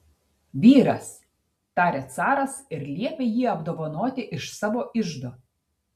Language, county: Lithuanian, Telšiai